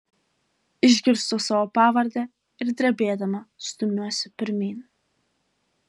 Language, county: Lithuanian, Alytus